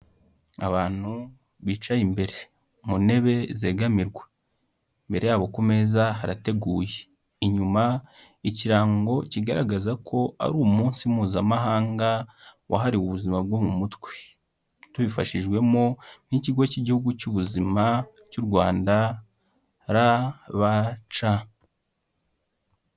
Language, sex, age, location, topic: Kinyarwanda, male, 18-24, Kigali, health